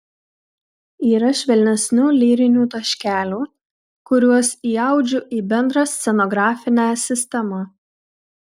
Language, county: Lithuanian, Kaunas